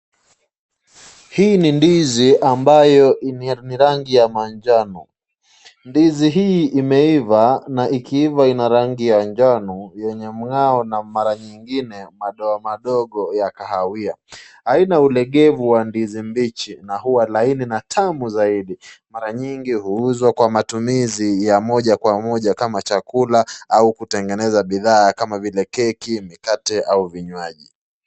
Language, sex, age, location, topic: Swahili, male, 25-35, Nakuru, agriculture